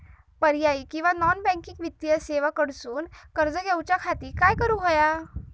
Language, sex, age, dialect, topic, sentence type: Marathi, female, 31-35, Southern Konkan, banking, question